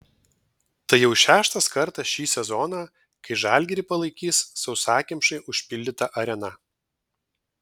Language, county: Lithuanian, Vilnius